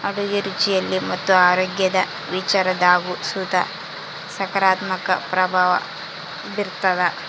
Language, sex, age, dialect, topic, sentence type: Kannada, female, 18-24, Central, agriculture, statement